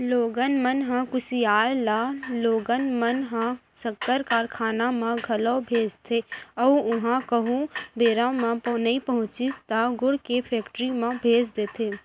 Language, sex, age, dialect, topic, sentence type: Chhattisgarhi, female, 25-30, Central, banking, statement